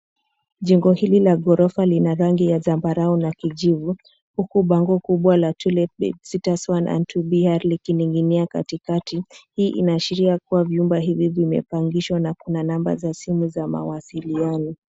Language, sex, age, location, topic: Swahili, female, 25-35, Nairobi, finance